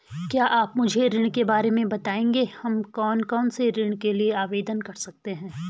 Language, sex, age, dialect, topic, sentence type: Hindi, female, 41-45, Garhwali, banking, question